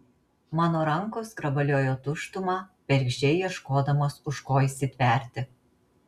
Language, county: Lithuanian, Marijampolė